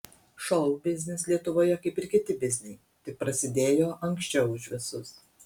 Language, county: Lithuanian, Kaunas